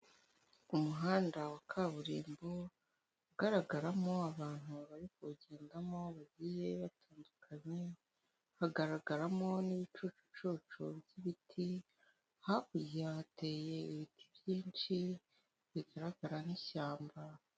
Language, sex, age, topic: Kinyarwanda, female, 25-35, government